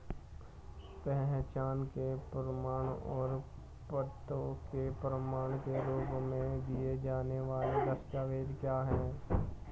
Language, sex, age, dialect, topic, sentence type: Hindi, male, 25-30, Hindustani Malvi Khadi Boli, banking, question